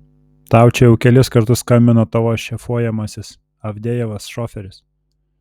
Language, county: Lithuanian, Telšiai